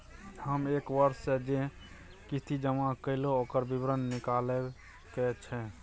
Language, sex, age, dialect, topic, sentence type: Maithili, male, 36-40, Bajjika, banking, question